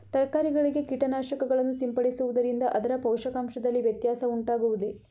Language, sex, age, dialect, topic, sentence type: Kannada, female, 25-30, Mysore Kannada, agriculture, question